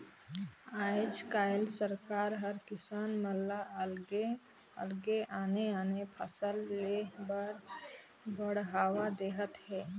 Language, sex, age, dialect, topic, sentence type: Chhattisgarhi, female, 18-24, Northern/Bhandar, agriculture, statement